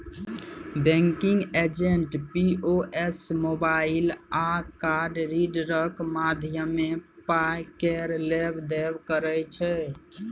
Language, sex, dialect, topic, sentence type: Maithili, male, Bajjika, banking, statement